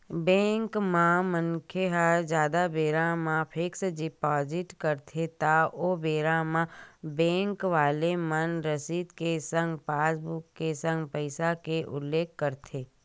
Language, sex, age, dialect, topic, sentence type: Chhattisgarhi, female, 31-35, Western/Budati/Khatahi, banking, statement